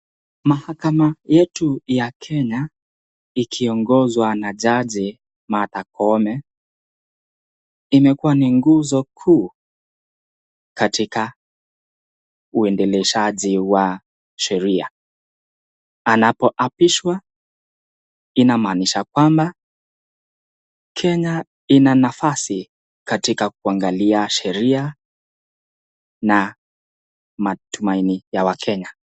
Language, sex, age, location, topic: Swahili, male, 18-24, Nakuru, government